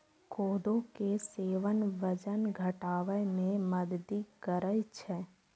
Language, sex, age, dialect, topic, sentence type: Maithili, female, 18-24, Eastern / Thethi, agriculture, statement